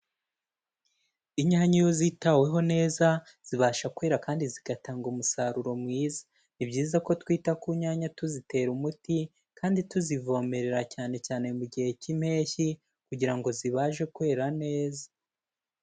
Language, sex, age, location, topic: Kinyarwanda, male, 18-24, Kigali, agriculture